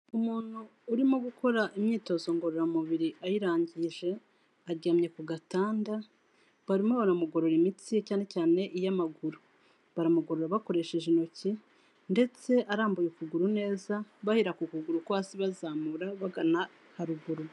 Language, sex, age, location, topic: Kinyarwanda, female, 36-49, Kigali, health